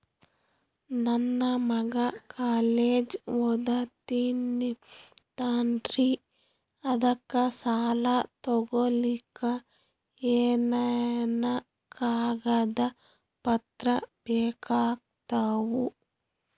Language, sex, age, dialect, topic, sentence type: Kannada, female, 31-35, Northeastern, banking, question